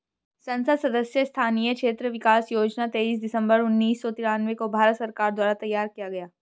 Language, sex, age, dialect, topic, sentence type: Hindi, female, 31-35, Hindustani Malvi Khadi Boli, banking, statement